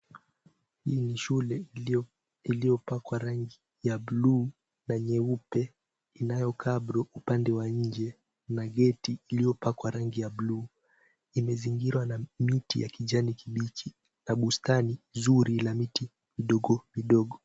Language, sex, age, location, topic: Swahili, male, 18-24, Mombasa, education